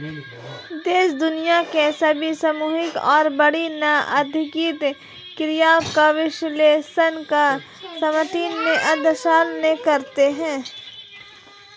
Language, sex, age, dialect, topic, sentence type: Hindi, female, 18-24, Marwari Dhudhari, banking, statement